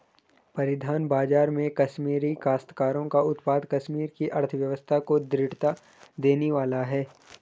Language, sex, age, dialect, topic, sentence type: Hindi, male, 18-24, Garhwali, agriculture, statement